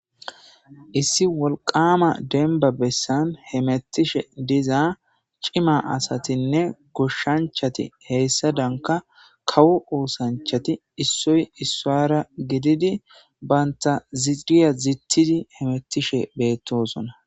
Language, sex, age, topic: Gamo, male, 25-35, government